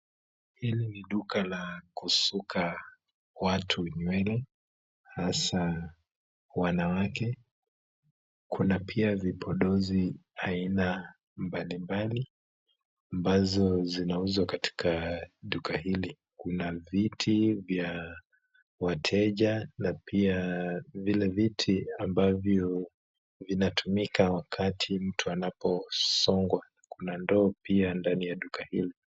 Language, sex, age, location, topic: Swahili, male, 25-35, Kisumu, finance